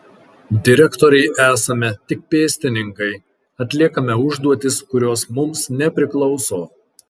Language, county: Lithuanian, Kaunas